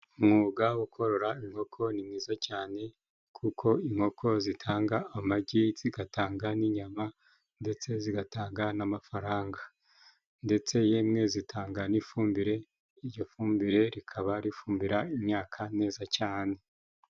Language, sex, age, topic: Kinyarwanda, male, 36-49, agriculture